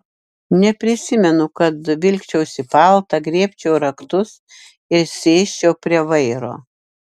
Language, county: Lithuanian, Šiauliai